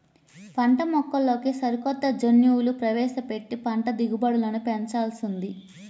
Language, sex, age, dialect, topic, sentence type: Telugu, female, 31-35, Central/Coastal, agriculture, statement